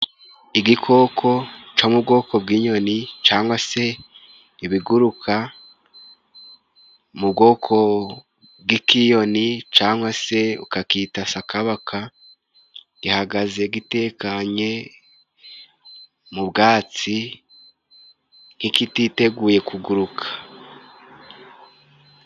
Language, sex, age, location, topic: Kinyarwanda, male, 18-24, Musanze, agriculture